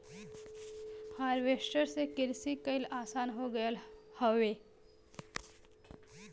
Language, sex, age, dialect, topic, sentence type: Bhojpuri, female, <18, Western, agriculture, statement